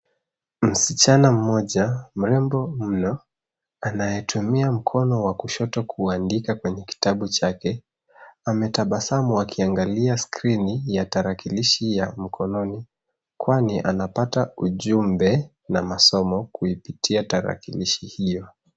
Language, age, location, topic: Swahili, 25-35, Nairobi, education